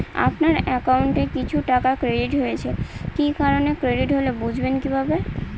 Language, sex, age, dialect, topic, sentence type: Bengali, female, 18-24, Northern/Varendri, banking, question